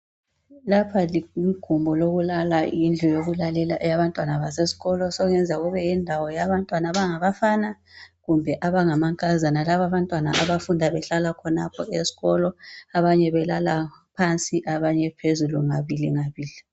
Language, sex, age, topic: North Ndebele, female, 18-24, education